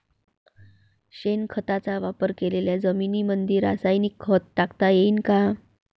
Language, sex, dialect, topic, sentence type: Marathi, female, Varhadi, agriculture, question